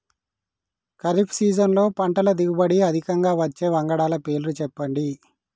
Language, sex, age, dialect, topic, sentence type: Telugu, male, 31-35, Telangana, agriculture, question